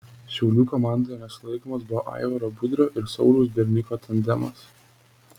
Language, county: Lithuanian, Telšiai